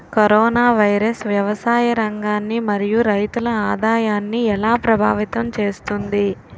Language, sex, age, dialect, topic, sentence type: Telugu, female, 18-24, Utterandhra, agriculture, question